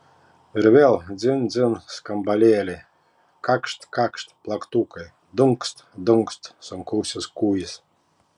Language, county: Lithuanian, Panevėžys